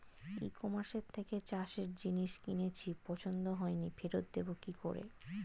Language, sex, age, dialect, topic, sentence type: Bengali, female, 25-30, Standard Colloquial, agriculture, question